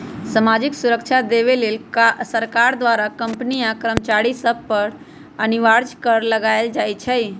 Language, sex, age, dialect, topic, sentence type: Magahi, female, 25-30, Western, banking, statement